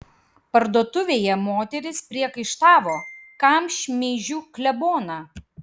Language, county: Lithuanian, Kaunas